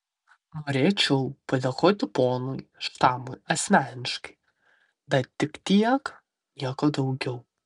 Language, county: Lithuanian, Vilnius